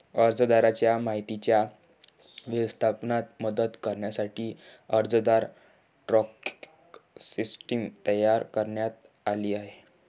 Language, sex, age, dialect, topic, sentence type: Marathi, male, 25-30, Varhadi, banking, statement